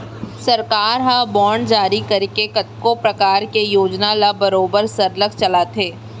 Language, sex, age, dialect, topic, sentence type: Chhattisgarhi, female, 18-24, Central, banking, statement